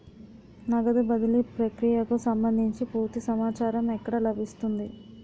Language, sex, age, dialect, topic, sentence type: Telugu, female, 18-24, Utterandhra, banking, question